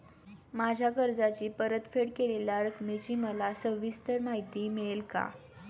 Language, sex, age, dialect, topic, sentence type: Marathi, female, 18-24, Standard Marathi, banking, question